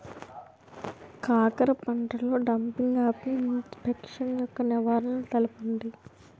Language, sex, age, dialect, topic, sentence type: Telugu, female, 18-24, Utterandhra, agriculture, question